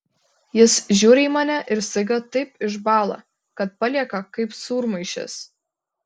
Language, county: Lithuanian, Kaunas